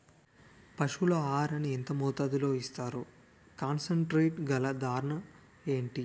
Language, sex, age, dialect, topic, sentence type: Telugu, male, 18-24, Utterandhra, agriculture, question